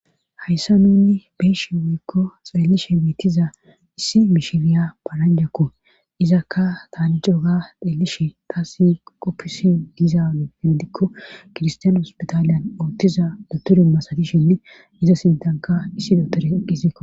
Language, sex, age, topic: Gamo, female, 18-24, government